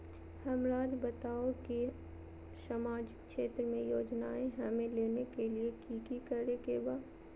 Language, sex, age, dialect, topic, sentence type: Magahi, female, 25-30, Southern, banking, question